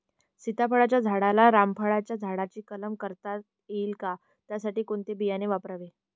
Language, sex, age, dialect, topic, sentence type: Marathi, female, 18-24, Northern Konkan, agriculture, question